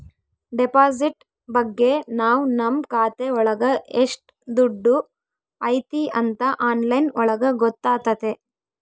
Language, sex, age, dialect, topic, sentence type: Kannada, female, 18-24, Central, banking, statement